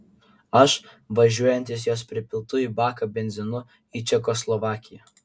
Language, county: Lithuanian, Kaunas